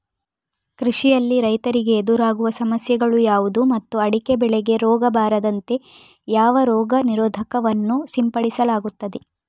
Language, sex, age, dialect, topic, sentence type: Kannada, female, 25-30, Coastal/Dakshin, agriculture, question